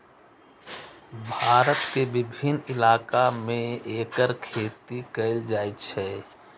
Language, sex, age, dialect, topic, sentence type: Maithili, male, 18-24, Eastern / Thethi, agriculture, statement